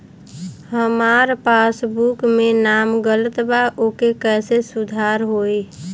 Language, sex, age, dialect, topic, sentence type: Bhojpuri, female, 25-30, Southern / Standard, banking, question